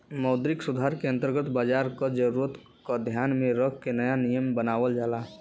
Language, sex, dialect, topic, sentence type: Bhojpuri, male, Western, banking, statement